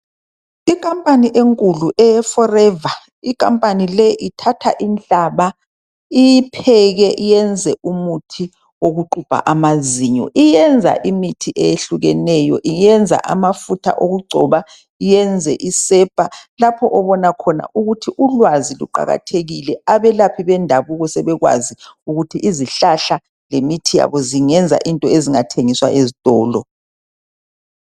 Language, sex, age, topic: North Ndebele, male, 36-49, health